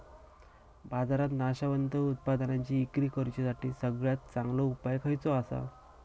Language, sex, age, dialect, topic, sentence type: Marathi, male, 18-24, Southern Konkan, agriculture, statement